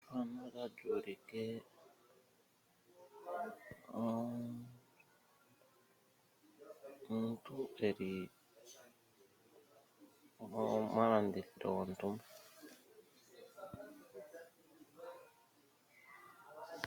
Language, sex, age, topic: Oshiwambo, male, 36-49, finance